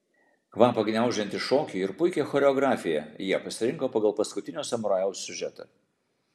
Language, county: Lithuanian, Vilnius